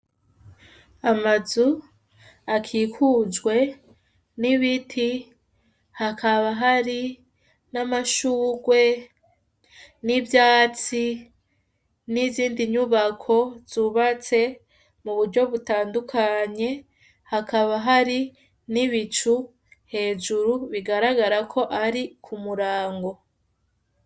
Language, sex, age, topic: Rundi, female, 25-35, education